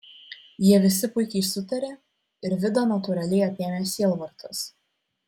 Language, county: Lithuanian, Vilnius